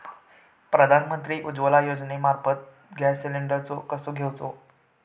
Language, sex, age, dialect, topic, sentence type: Marathi, male, 18-24, Southern Konkan, banking, question